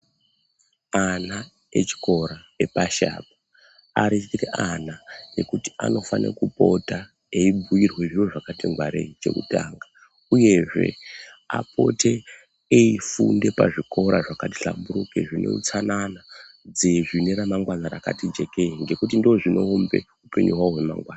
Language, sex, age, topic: Ndau, male, 25-35, education